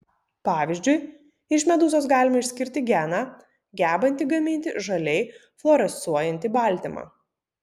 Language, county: Lithuanian, Vilnius